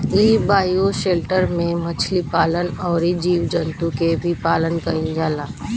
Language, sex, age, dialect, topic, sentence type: Bhojpuri, female, 25-30, Northern, agriculture, statement